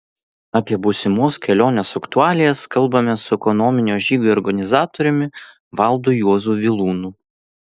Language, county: Lithuanian, Vilnius